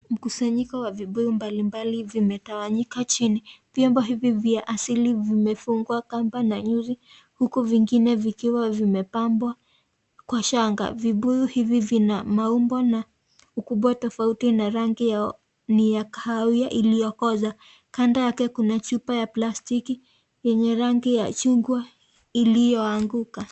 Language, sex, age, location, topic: Swahili, female, 18-24, Kisii, health